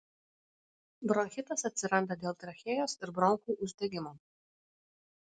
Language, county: Lithuanian, Alytus